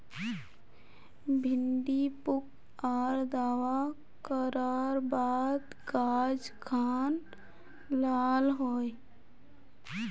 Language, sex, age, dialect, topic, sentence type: Magahi, female, 25-30, Northeastern/Surjapuri, agriculture, question